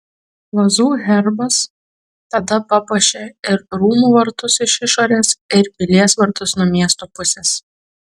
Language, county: Lithuanian, Klaipėda